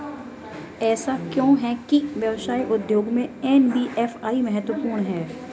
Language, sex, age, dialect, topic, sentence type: Hindi, female, 18-24, Hindustani Malvi Khadi Boli, banking, question